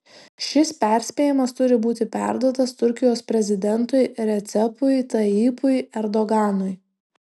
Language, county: Lithuanian, Tauragė